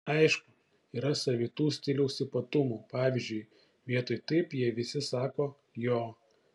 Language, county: Lithuanian, Šiauliai